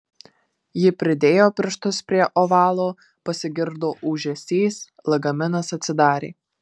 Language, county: Lithuanian, Marijampolė